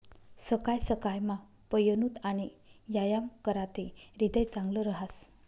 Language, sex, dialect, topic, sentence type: Marathi, female, Northern Konkan, agriculture, statement